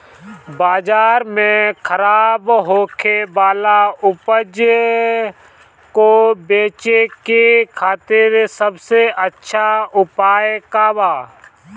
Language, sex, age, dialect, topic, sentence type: Bhojpuri, male, 25-30, Northern, agriculture, statement